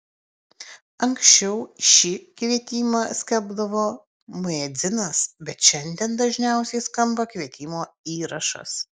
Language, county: Lithuanian, Utena